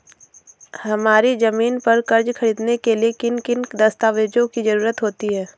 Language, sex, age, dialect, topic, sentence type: Hindi, female, 18-24, Awadhi Bundeli, banking, question